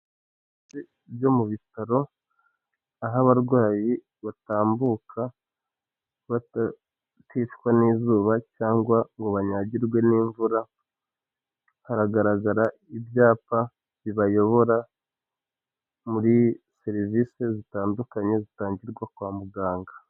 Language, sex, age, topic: Kinyarwanda, male, 25-35, government